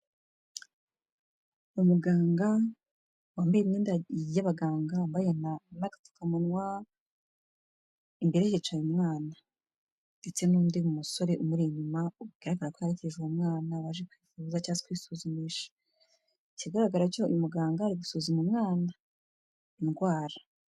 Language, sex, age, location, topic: Kinyarwanda, female, 25-35, Kigali, health